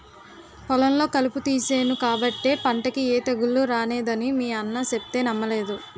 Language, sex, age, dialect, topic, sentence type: Telugu, female, 18-24, Utterandhra, agriculture, statement